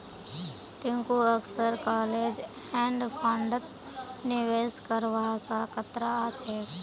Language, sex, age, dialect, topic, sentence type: Magahi, female, 25-30, Northeastern/Surjapuri, banking, statement